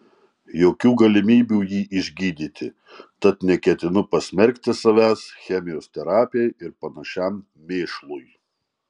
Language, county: Lithuanian, Marijampolė